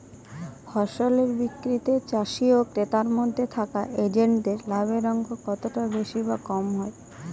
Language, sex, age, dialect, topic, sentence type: Bengali, female, 18-24, Jharkhandi, agriculture, question